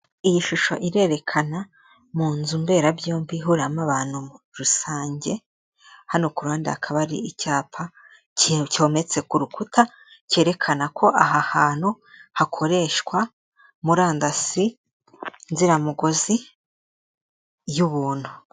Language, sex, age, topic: Kinyarwanda, female, 18-24, government